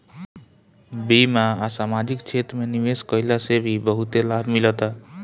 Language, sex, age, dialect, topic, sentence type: Bhojpuri, male, 25-30, Northern, banking, statement